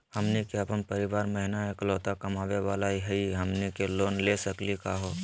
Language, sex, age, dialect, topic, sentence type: Magahi, male, 18-24, Southern, banking, question